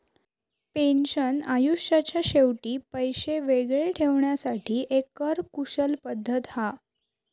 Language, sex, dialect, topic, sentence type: Marathi, female, Southern Konkan, banking, statement